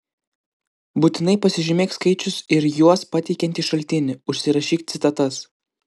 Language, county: Lithuanian, Klaipėda